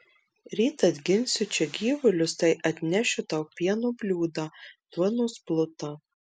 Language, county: Lithuanian, Marijampolė